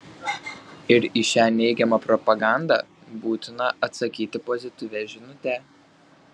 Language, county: Lithuanian, Šiauliai